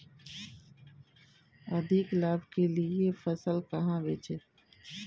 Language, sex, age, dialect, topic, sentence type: Hindi, male, 18-24, Kanauji Braj Bhasha, agriculture, question